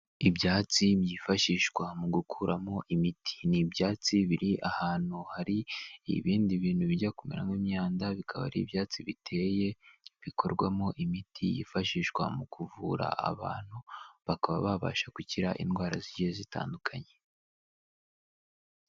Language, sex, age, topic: Kinyarwanda, male, 18-24, health